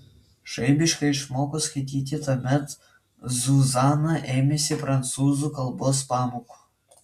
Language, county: Lithuanian, Vilnius